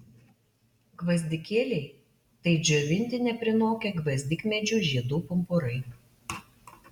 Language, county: Lithuanian, Alytus